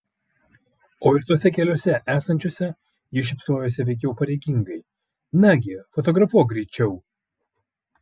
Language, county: Lithuanian, Vilnius